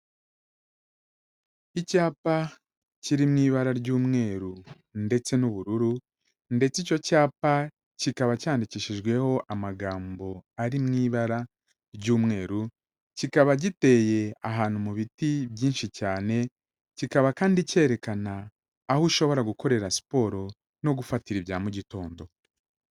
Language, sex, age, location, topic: Kinyarwanda, male, 36-49, Kigali, education